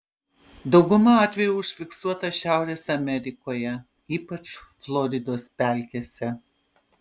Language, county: Lithuanian, Panevėžys